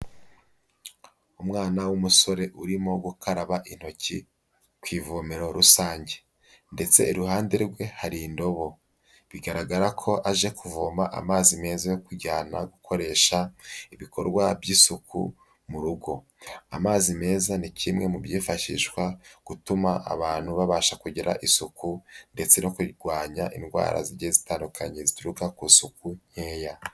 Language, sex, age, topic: Kinyarwanda, male, 18-24, health